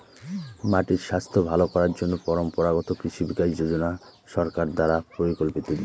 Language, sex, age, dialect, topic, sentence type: Bengali, male, 18-24, Northern/Varendri, agriculture, statement